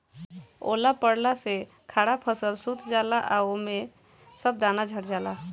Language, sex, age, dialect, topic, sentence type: Bhojpuri, female, 18-24, Southern / Standard, agriculture, statement